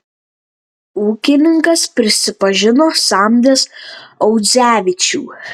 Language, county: Lithuanian, Tauragė